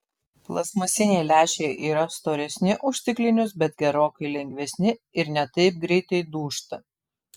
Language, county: Lithuanian, Telšiai